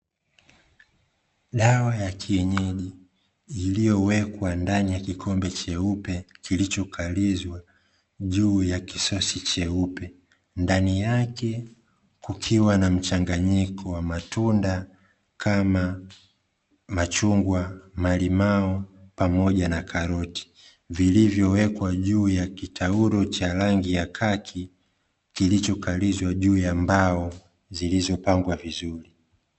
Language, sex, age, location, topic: Swahili, male, 25-35, Dar es Salaam, health